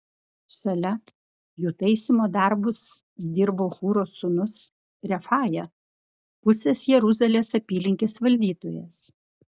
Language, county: Lithuanian, Klaipėda